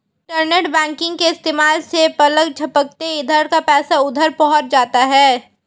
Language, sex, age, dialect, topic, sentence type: Hindi, female, 18-24, Marwari Dhudhari, banking, statement